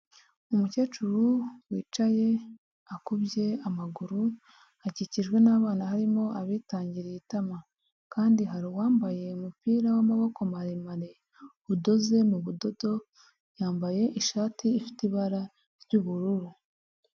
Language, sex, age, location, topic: Kinyarwanda, male, 50+, Huye, health